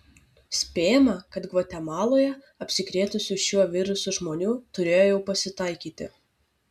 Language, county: Lithuanian, Vilnius